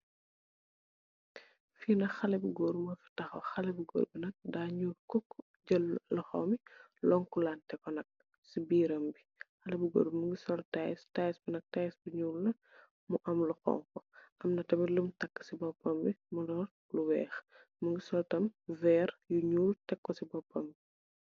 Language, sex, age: Wolof, female, 25-35